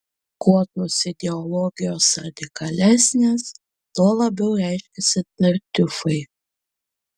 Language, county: Lithuanian, Panevėžys